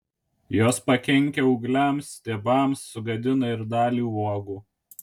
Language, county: Lithuanian, Kaunas